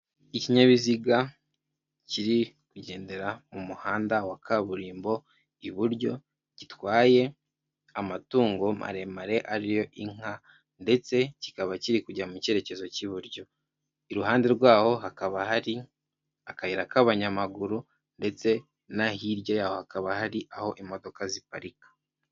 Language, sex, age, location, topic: Kinyarwanda, male, 18-24, Kigali, government